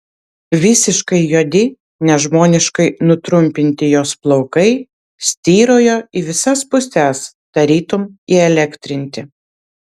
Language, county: Lithuanian, Vilnius